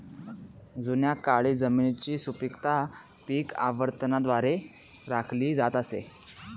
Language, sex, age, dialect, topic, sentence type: Marathi, male, 18-24, Northern Konkan, agriculture, statement